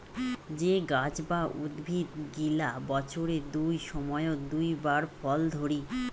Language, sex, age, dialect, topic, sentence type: Bengali, female, 18-24, Rajbangshi, agriculture, statement